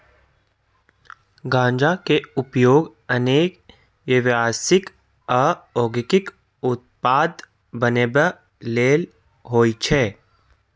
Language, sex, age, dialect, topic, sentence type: Maithili, male, 18-24, Eastern / Thethi, agriculture, statement